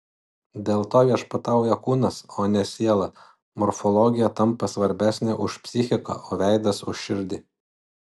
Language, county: Lithuanian, Utena